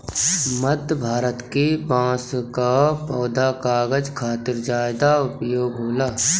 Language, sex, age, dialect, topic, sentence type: Bhojpuri, male, 31-35, Northern, agriculture, statement